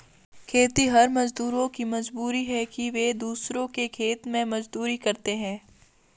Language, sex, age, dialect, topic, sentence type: Hindi, female, 18-24, Marwari Dhudhari, agriculture, statement